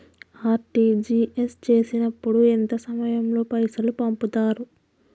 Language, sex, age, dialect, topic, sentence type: Telugu, female, 18-24, Telangana, banking, question